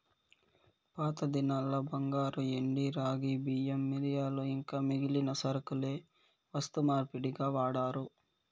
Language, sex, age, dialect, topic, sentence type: Telugu, male, 18-24, Southern, banking, statement